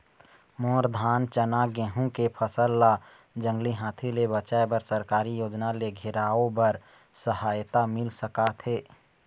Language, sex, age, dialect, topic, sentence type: Chhattisgarhi, male, 31-35, Eastern, banking, question